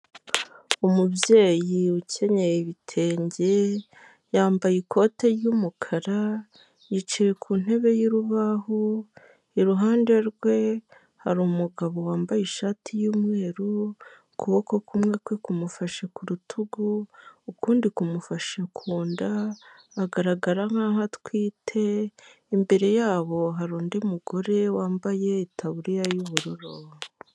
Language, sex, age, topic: Kinyarwanda, male, 18-24, health